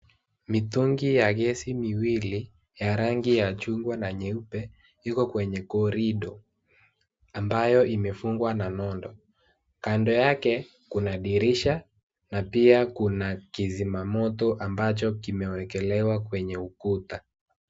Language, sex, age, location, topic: Swahili, male, 18-24, Wajir, education